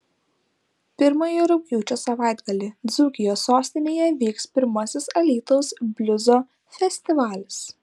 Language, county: Lithuanian, Klaipėda